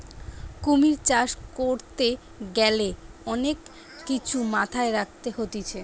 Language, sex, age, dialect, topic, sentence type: Bengali, female, 18-24, Western, agriculture, statement